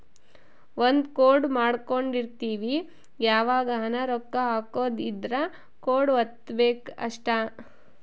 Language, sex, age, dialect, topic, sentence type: Kannada, female, 56-60, Central, banking, statement